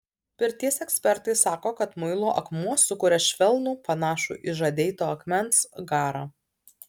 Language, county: Lithuanian, Alytus